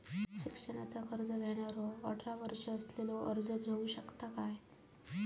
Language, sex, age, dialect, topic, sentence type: Marathi, female, 18-24, Southern Konkan, banking, question